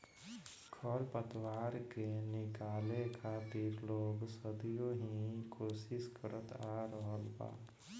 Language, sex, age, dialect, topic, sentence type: Bhojpuri, male, 18-24, Southern / Standard, agriculture, statement